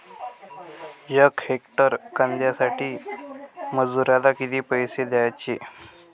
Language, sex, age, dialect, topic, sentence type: Marathi, male, 18-24, Varhadi, agriculture, question